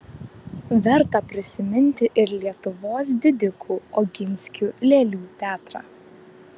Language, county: Lithuanian, Vilnius